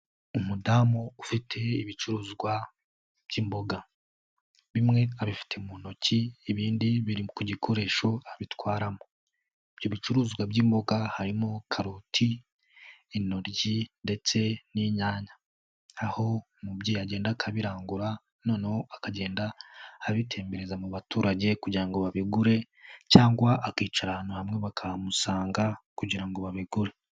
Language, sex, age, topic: Kinyarwanda, male, 18-24, finance